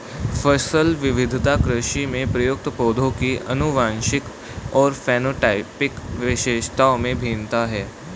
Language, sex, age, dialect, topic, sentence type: Hindi, male, 18-24, Hindustani Malvi Khadi Boli, agriculture, statement